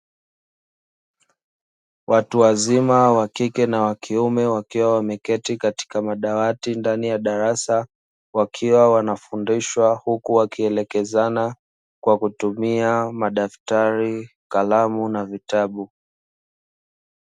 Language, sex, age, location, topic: Swahili, male, 25-35, Dar es Salaam, education